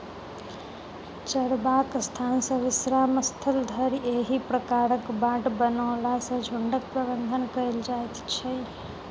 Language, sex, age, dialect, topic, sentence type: Maithili, female, 18-24, Southern/Standard, agriculture, statement